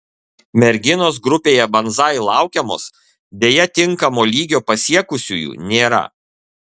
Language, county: Lithuanian, Kaunas